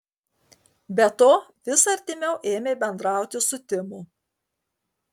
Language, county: Lithuanian, Kaunas